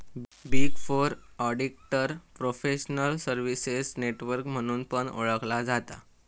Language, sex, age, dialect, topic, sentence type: Marathi, male, 18-24, Southern Konkan, banking, statement